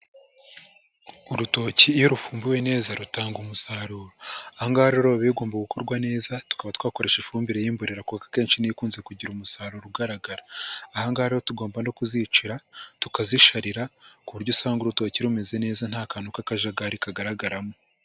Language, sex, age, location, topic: Kinyarwanda, male, 25-35, Huye, agriculture